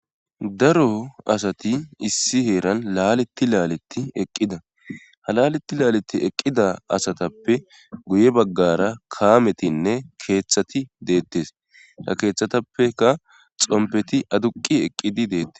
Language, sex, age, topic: Gamo, male, 18-24, government